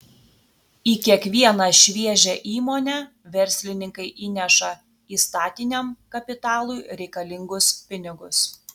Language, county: Lithuanian, Telšiai